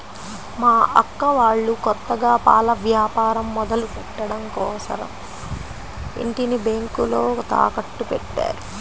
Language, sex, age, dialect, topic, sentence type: Telugu, female, 25-30, Central/Coastal, banking, statement